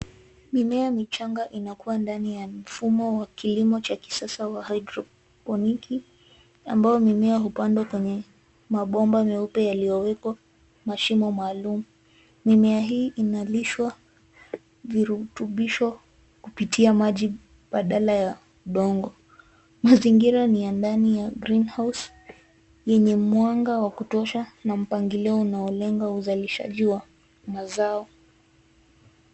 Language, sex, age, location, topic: Swahili, female, 18-24, Nairobi, agriculture